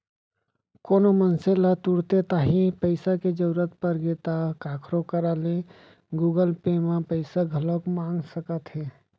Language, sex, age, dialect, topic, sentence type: Chhattisgarhi, male, 36-40, Central, banking, statement